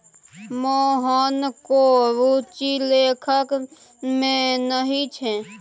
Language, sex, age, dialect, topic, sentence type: Maithili, male, 18-24, Bajjika, banking, statement